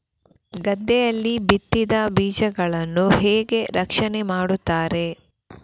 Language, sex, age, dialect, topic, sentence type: Kannada, female, 18-24, Coastal/Dakshin, agriculture, question